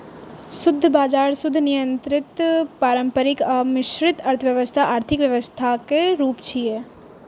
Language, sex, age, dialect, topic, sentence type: Maithili, female, 18-24, Eastern / Thethi, banking, statement